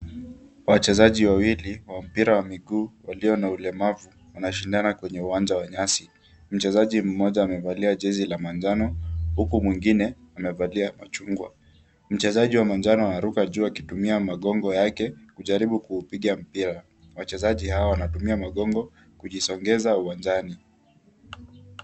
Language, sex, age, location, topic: Swahili, female, 18-24, Kisumu, education